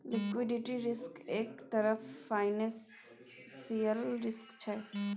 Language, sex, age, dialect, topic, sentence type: Maithili, female, 18-24, Bajjika, banking, statement